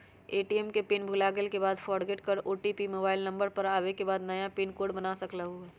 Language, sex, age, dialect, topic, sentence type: Magahi, female, 31-35, Western, banking, question